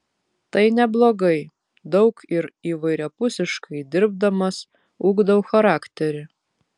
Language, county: Lithuanian, Vilnius